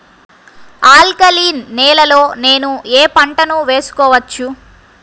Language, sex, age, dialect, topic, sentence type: Telugu, female, 51-55, Central/Coastal, agriculture, question